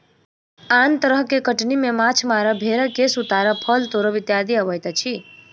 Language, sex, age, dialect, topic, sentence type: Maithili, female, 60-100, Southern/Standard, agriculture, statement